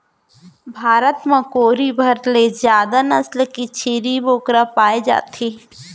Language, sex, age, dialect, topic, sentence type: Chhattisgarhi, female, 18-24, Central, agriculture, statement